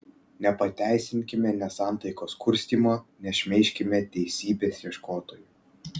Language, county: Lithuanian, Vilnius